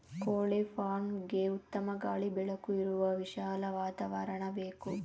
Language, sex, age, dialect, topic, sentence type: Kannada, male, 36-40, Mysore Kannada, agriculture, statement